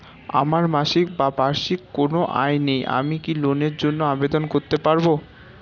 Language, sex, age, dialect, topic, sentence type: Bengali, male, 18-24, Standard Colloquial, banking, question